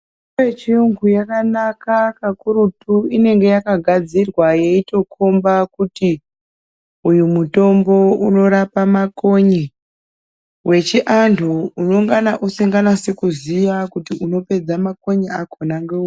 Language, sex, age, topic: Ndau, female, 36-49, health